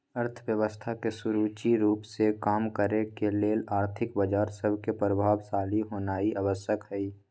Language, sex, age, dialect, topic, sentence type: Magahi, male, 25-30, Western, banking, statement